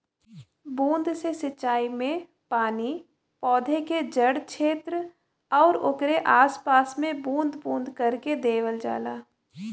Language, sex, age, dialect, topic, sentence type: Bhojpuri, female, 18-24, Western, agriculture, statement